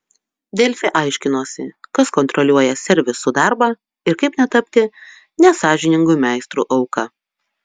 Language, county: Lithuanian, Utena